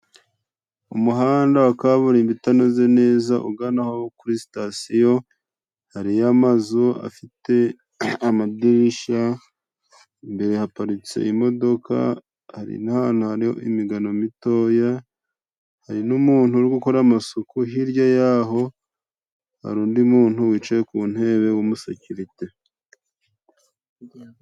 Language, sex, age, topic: Kinyarwanda, male, 25-35, government